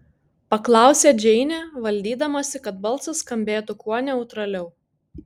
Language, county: Lithuanian, Kaunas